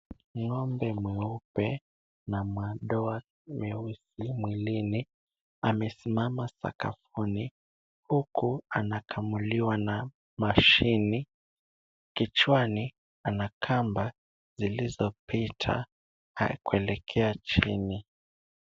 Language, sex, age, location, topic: Swahili, male, 18-24, Kisumu, agriculture